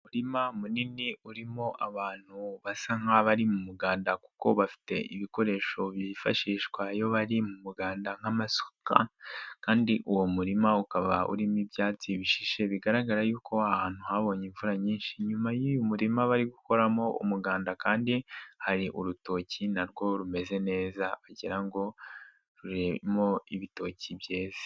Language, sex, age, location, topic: Kinyarwanda, male, 18-24, Nyagatare, government